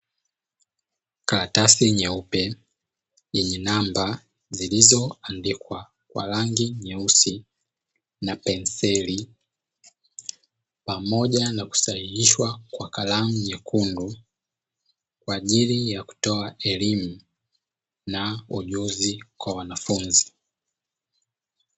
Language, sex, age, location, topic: Swahili, male, 25-35, Dar es Salaam, education